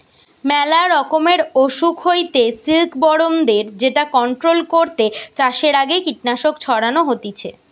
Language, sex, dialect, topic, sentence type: Bengali, female, Western, agriculture, statement